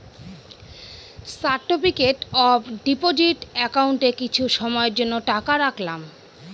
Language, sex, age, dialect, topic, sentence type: Bengali, female, 25-30, Northern/Varendri, banking, statement